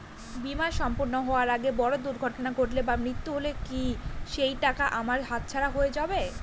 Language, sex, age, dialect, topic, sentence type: Bengali, female, 18-24, Northern/Varendri, banking, question